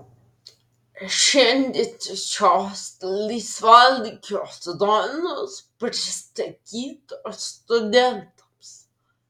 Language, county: Lithuanian, Vilnius